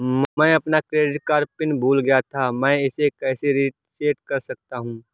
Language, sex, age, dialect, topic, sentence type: Hindi, male, 31-35, Awadhi Bundeli, banking, question